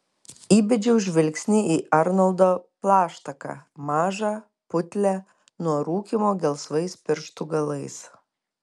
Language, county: Lithuanian, Kaunas